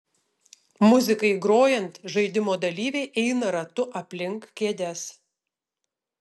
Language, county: Lithuanian, Utena